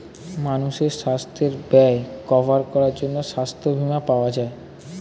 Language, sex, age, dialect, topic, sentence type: Bengali, male, 18-24, Standard Colloquial, banking, statement